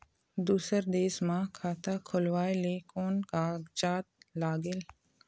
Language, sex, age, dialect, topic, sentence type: Chhattisgarhi, female, 25-30, Eastern, banking, question